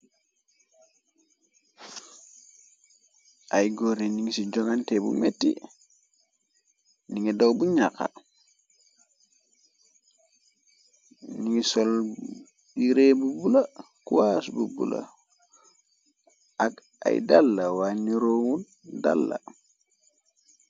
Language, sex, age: Wolof, male, 25-35